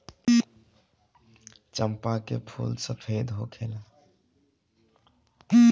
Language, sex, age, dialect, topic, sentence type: Bhojpuri, male, 25-30, Southern / Standard, agriculture, statement